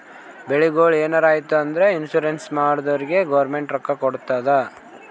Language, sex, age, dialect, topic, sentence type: Kannada, male, 60-100, Northeastern, banking, statement